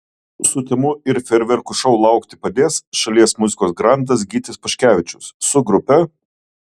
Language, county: Lithuanian, Kaunas